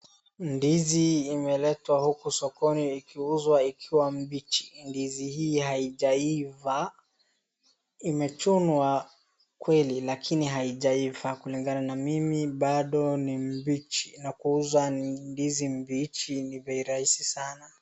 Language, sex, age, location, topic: Swahili, female, 25-35, Wajir, finance